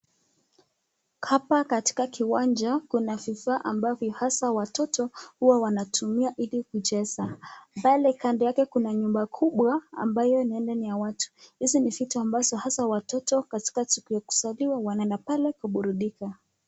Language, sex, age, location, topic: Swahili, female, 18-24, Nakuru, education